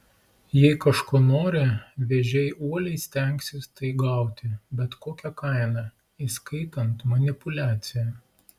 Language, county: Lithuanian, Klaipėda